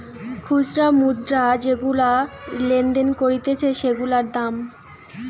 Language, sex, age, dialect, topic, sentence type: Bengali, female, 18-24, Western, banking, statement